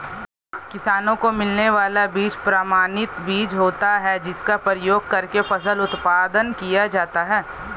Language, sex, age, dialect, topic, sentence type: Hindi, female, 25-30, Hindustani Malvi Khadi Boli, agriculture, statement